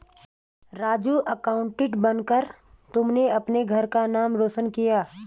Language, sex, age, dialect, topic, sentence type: Hindi, female, 36-40, Garhwali, banking, statement